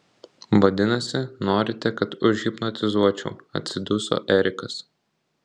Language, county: Lithuanian, Kaunas